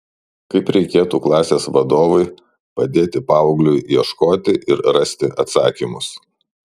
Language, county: Lithuanian, Šiauliai